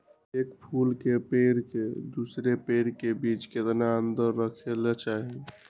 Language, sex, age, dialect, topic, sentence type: Magahi, male, 18-24, Western, agriculture, question